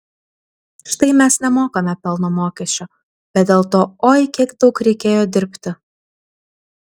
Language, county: Lithuanian, Vilnius